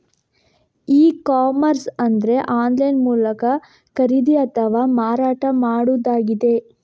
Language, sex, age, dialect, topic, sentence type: Kannada, female, 51-55, Coastal/Dakshin, agriculture, statement